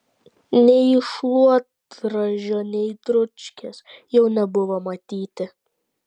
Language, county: Lithuanian, Klaipėda